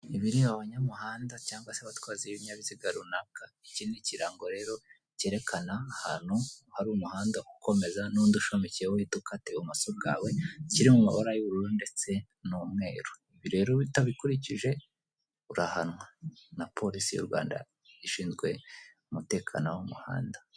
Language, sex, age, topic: Kinyarwanda, female, 18-24, government